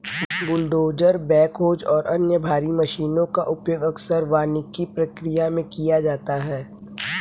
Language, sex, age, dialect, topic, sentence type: Hindi, male, 18-24, Kanauji Braj Bhasha, agriculture, statement